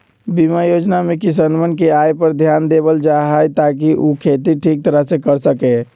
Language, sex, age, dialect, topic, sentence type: Magahi, male, 18-24, Western, agriculture, statement